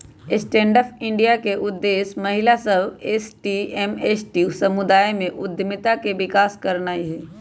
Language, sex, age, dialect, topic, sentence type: Magahi, female, 25-30, Western, banking, statement